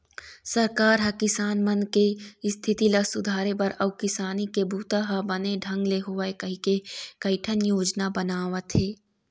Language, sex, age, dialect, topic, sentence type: Chhattisgarhi, female, 18-24, Eastern, agriculture, statement